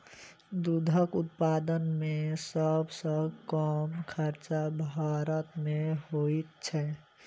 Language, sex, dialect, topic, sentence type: Maithili, male, Southern/Standard, agriculture, statement